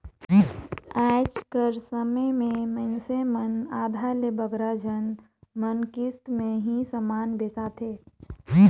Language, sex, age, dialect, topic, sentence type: Chhattisgarhi, female, 25-30, Northern/Bhandar, banking, statement